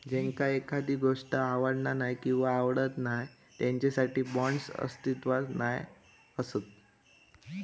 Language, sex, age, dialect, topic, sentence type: Marathi, male, 18-24, Southern Konkan, banking, statement